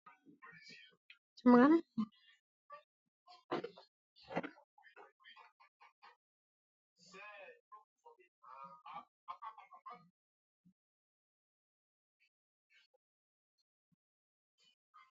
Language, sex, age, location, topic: Swahili, female, 25-35, Nakuru, health